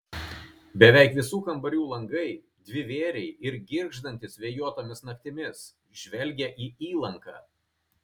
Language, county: Lithuanian, Kaunas